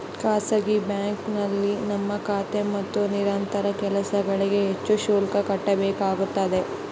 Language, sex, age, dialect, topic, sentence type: Kannada, female, 18-24, Central, banking, statement